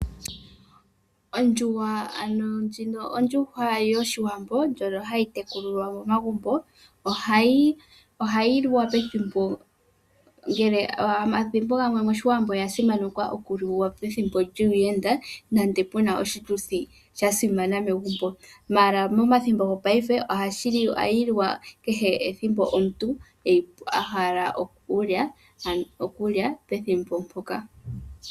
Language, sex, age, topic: Oshiwambo, female, 18-24, agriculture